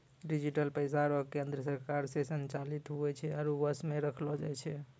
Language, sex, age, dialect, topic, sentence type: Maithili, male, 25-30, Angika, banking, statement